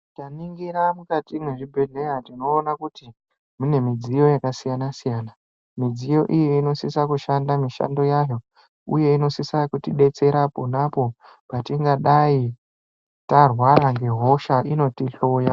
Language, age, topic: Ndau, 50+, health